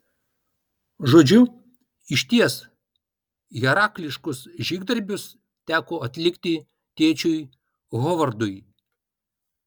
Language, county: Lithuanian, Kaunas